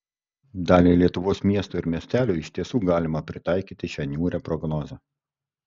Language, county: Lithuanian, Kaunas